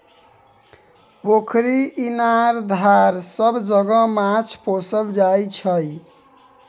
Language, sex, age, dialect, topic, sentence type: Maithili, male, 18-24, Bajjika, agriculture, statement